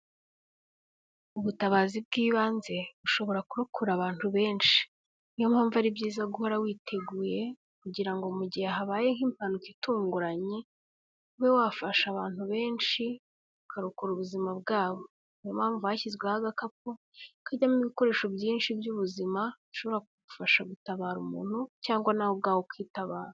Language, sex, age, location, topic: Kinyarwanda, female, 18-24, Kigali, health